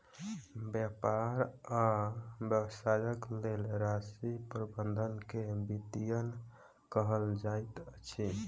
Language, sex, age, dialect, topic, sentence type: Maithili, male, 18-24, Southern/Standard, banking, statement